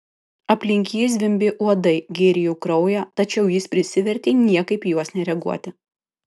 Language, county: Lithuanian, Kaunas